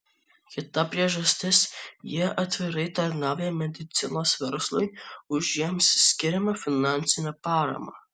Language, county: Lithuanian, Kaunas